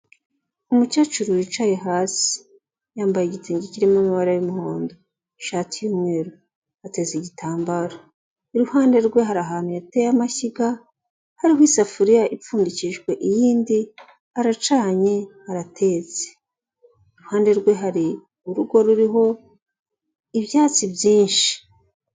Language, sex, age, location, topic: Kinyarwanda, female, 36-49, Kigali, health